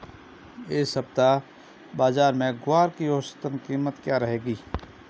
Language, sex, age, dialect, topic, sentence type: Hindi, male, 31-35, Marwari Dhudhari, agriculture, question